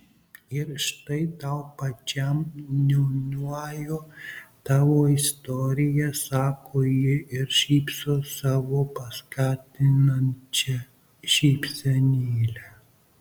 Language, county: Lithuanian, Marijampolė